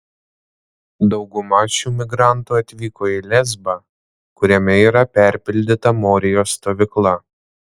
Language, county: Lithuanian, Panevėžys